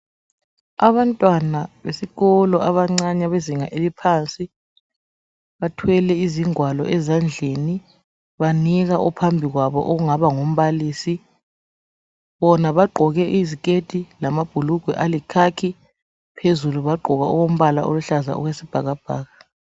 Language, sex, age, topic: North Ndebele, female, 25-35, education